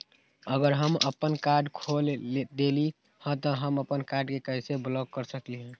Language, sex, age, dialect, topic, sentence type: Magahi, male, 18-24, Western, banking, question